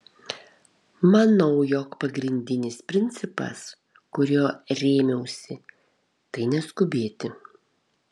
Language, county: Lithuanian, Kaunas